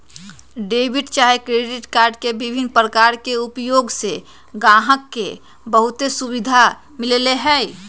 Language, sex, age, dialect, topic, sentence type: Magahi, female, 31-35, Western, banking, statement